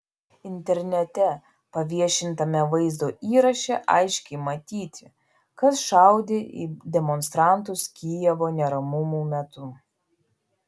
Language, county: Lithuanian, Vilnius